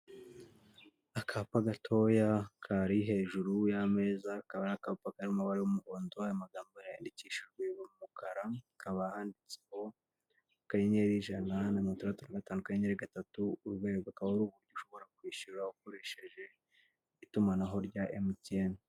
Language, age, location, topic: Kinyarwanda, 25-35, Kigali, finance